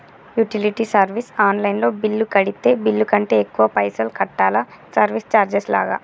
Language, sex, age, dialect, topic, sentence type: Telugu, female, 18-24, Telangana, banking, question